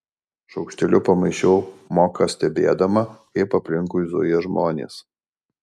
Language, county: Lithuanian, Alytus